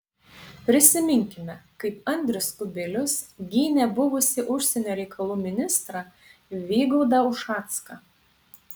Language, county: Lithuanian, Panevėžys